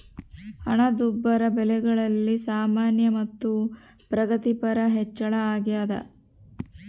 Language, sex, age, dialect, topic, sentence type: Kannada, female, 36-40, Central, banking, statement